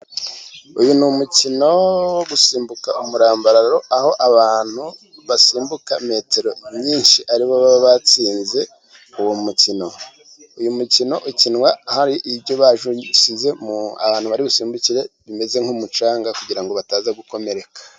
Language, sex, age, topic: Kinyarwanda, male, 36-49, government